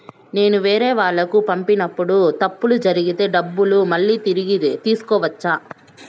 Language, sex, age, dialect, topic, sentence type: Telugu, male, 25-30, Southern, banking, question